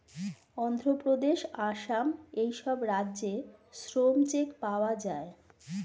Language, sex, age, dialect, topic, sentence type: Bengali, female, 41-45, Standard Colloquial, banking, statement